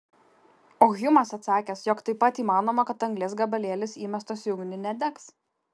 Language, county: Lithuanian, Kaunas